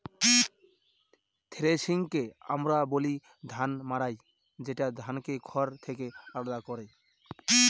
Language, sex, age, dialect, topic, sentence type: Bengali, male, 25-30, Northern/Varendri, agriculture, statement